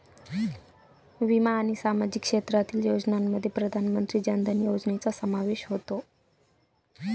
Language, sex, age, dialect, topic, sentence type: Marathi, female, 25-30, Northern Konkan, banking, statement